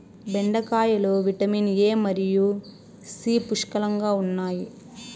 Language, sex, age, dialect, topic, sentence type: Telugu, female, 18-24, Southern, agriculture, statement